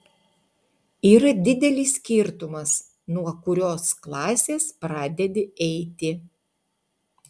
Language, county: Lithuanian, Utena